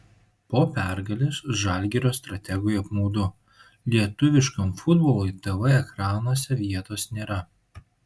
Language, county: Lithuanian, Šiauliai